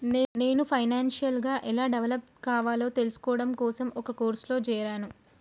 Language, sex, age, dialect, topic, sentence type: Telugu, female, 25-30, Telangana, banking, statement